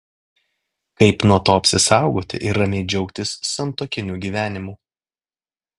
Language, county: Lithuanian, Klaipėda